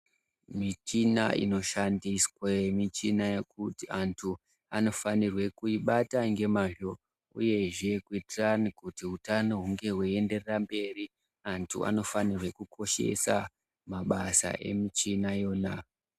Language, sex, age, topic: Ndau, female, 25-35, health